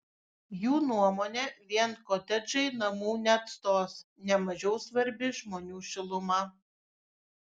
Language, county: Lithuanian, Šiauliai